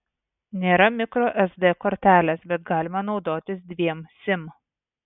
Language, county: Lithuanian, Vilnius